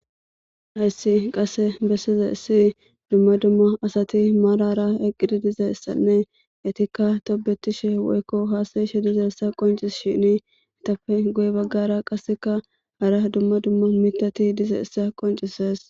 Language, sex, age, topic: Gamo, female, 18-24, government